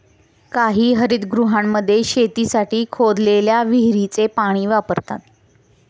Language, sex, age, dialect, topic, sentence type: Marathi, female, 18-24, Standard Marathi, agriculture, statement